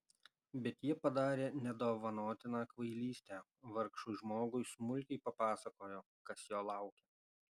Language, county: Lithuanian, Alytus